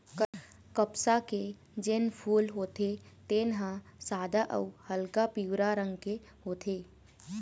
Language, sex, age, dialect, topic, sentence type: Chhattisgarhi, female, 18-24, Eastern, agriculture, statement